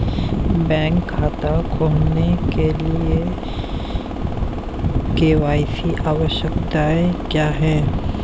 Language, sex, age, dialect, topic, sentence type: Hindi, male, 18-24, Hindustani Malvi Khadi Boli, banking, question